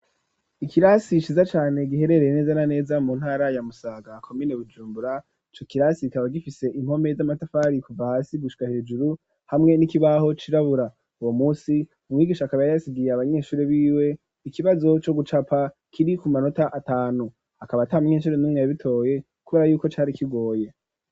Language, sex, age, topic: Rundi, female, 18-24, education